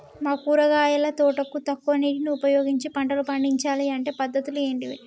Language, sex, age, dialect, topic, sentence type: Telugu, male, 25-30, Telangana, agriculture, question